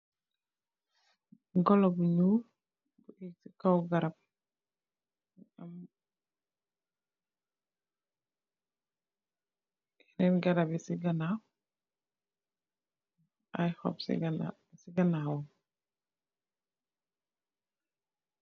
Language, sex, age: Wolof, female, 36-49